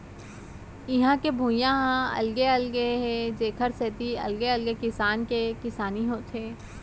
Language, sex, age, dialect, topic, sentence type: Chhattisgarhi, female, 25-30, Central, agriculture, statement